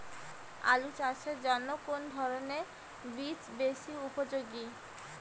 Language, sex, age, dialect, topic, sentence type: Bengali, female, 25-30, Rajbangshi, agriculture, question